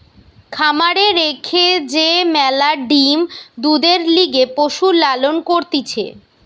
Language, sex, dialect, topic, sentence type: Bengali, female, Western, agriculture, statement